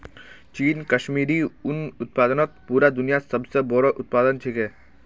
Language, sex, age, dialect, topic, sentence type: Magahi, male, 51-55, Northeastern/Surjapuri, agriculture, statement